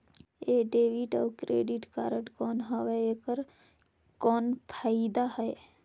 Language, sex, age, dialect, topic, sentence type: Chhattisgarhi, female, 18-24, Northern/Bhandar, banking, question